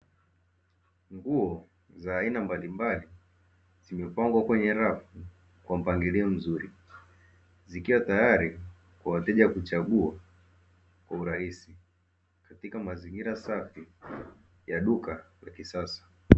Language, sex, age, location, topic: Swahili, male, 18-24, Dar es Salaam, finance